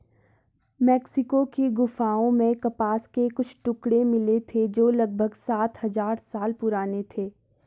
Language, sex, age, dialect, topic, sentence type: Hindi, female, 41-45, Garhwali, agriculture, statement